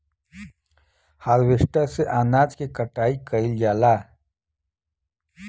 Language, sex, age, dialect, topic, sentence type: Bhojpuri, male, 41-45, Western, agriculture, statement